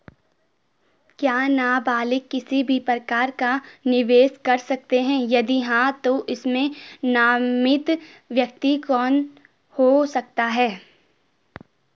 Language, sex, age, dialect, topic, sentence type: Hindi, female, 18-24, Garhwali, banking, question